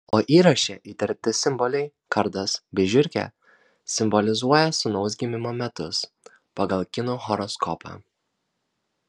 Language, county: Lithuanian, Kaunas